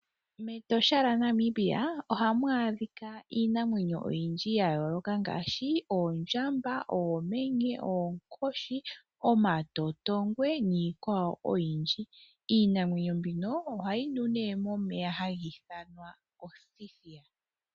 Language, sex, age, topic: Oshiwambo, female, 25-35, agriculture